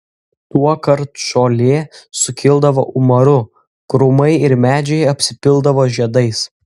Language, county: Lithuanian, Klaipėda